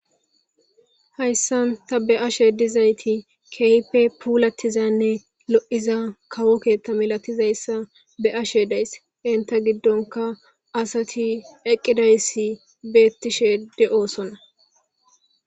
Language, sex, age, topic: Gamo, male, 18-24, government